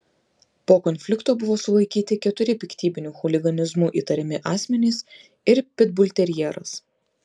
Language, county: Lithuanian, Klaipėda